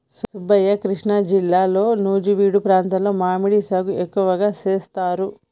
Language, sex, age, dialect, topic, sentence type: Telugu, female, 31-35, Telangana, agriculture, statement